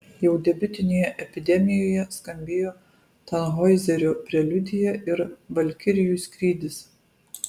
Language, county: Lithuanian, Alytus